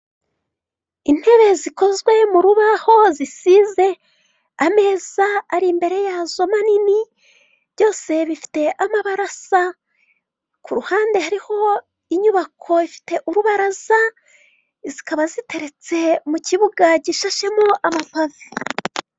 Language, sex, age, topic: Kinyarwanda, female, 36-49, finance